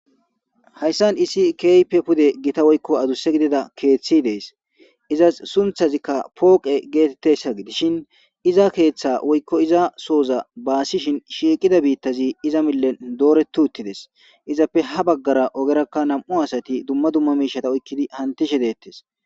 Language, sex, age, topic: Gamo, male, 25-35, government